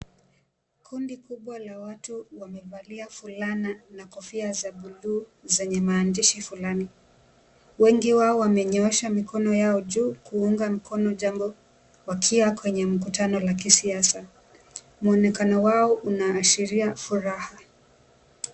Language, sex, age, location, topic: Swahili, female, 25-35, Mombasa, government